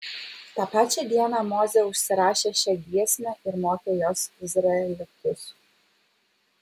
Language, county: Lithuanian, Vilnius